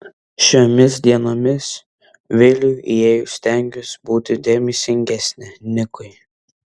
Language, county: Lithuanian, Vilnius